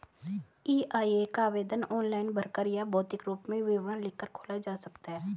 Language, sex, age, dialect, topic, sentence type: Hindi, female, 36-40, Hindustani Malvi Khadi Boli, banking, statement